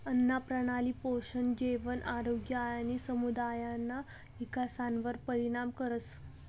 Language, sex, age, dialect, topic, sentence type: Marathi, female, 18-24, Northern Konkan, agriculture, statement